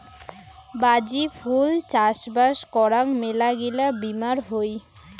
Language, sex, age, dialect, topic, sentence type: Bengali, female, 18-24, Rajbangshi, agriculture, statement